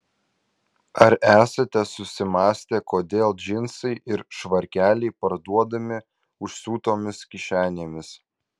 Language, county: Lithuanian, Vilnius